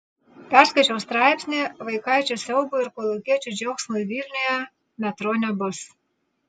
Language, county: Lithuanian, Vilnius